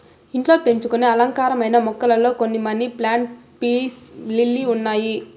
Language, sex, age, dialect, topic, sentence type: Telugu, female, 51-55, Southern, agriculture, statement